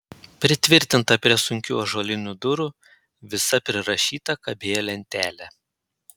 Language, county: Lithuanian, Panevėžys